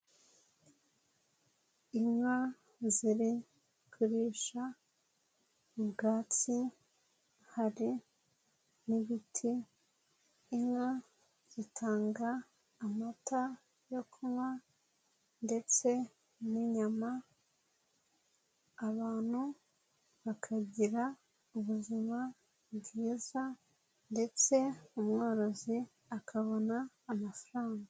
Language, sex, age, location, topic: Kinyarwanda, female, 18-24, Nyagatare, agriculture